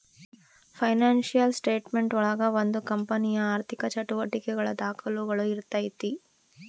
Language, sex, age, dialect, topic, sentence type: Kannada, female, 31-35, Central, banking, statement